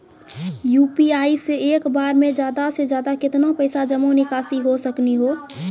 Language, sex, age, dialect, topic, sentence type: Maithili, female, 18-24, Angika, banking, question